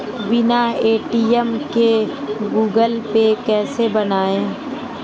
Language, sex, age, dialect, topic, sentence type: Hindi, female, 18-24, Hindustani Malvi Khadi Boli, banking, question